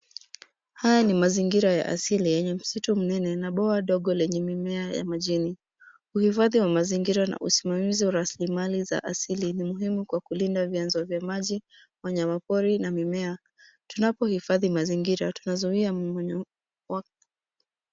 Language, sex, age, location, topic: Swahili, female, 18-24, Nairobi, government